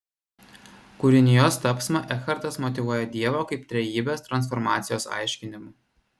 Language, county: Lithuanian, Vilnius